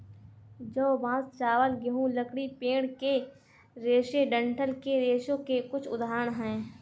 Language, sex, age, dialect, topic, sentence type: Hindi, female, 18-24, Kanauji Braj Bhasha, agriculture, statement